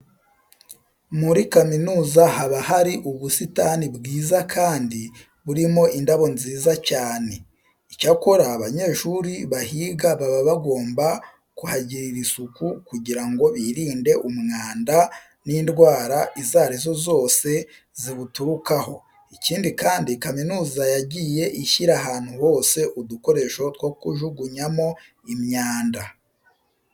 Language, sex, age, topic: Kinyarwanda, male, 25-35, education